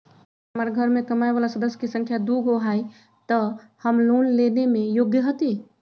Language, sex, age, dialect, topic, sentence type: Magahi, female, 36-40, Western, banking, question